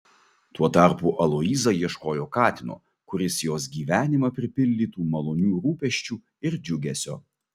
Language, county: Lithuanian, Vilnius